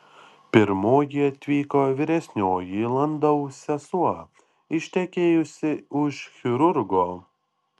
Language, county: Lithuanian, Panevėžys